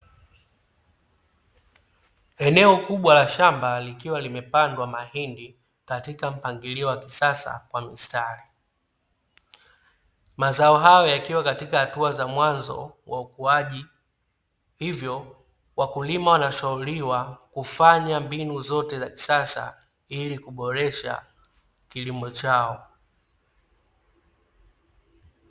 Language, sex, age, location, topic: Swahili, male, 25-35, Dar es Salaam, agriculture